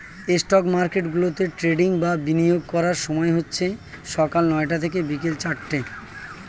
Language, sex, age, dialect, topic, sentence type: Bengali, male, 36-40, Standard Colloquial, banking, statement